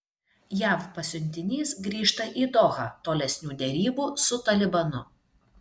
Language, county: Lithuanian, Šiauliai